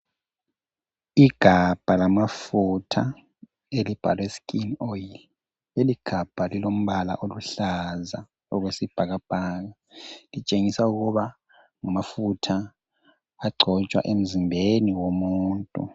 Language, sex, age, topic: North Ndebele, male, 50+, health